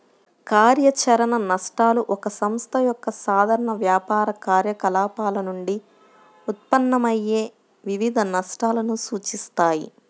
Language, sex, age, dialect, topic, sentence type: Telugu, female, 25-30, Central/Coastal, banking, statement